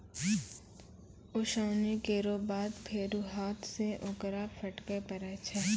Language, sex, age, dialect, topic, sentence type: Maithili, female, 18-24, Angika, agriculture, statement